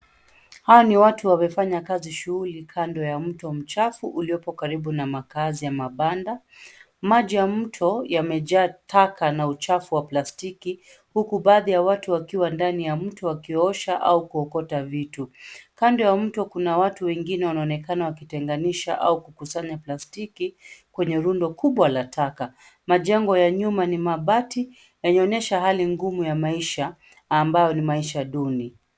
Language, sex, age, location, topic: Swahili, female, 36-49, Nairobi, government